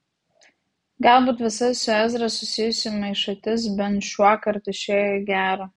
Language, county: Lithuanian, Vilnius